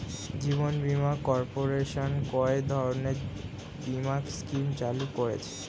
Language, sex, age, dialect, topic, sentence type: Bengali, male, 18-24, Standard Colloquial, banking, question